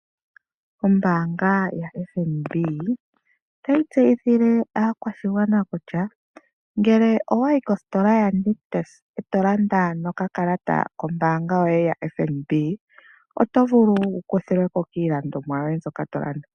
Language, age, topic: Oshiwambo, 25-35, finance